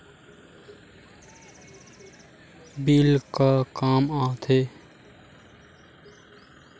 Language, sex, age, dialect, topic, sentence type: Chhattisgarhi, male, 41-45, Western/Budati/Khatahi, banking, question